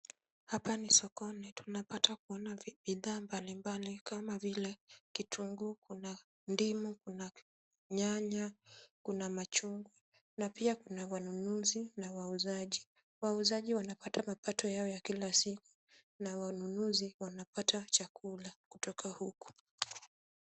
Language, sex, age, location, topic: Swahili, female, 18-24, Kisumu, finance